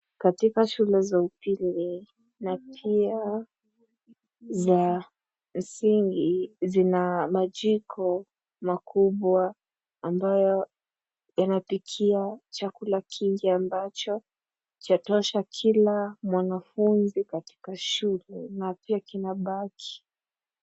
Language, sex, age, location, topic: Swahili, female, 18-24, Nairobi, government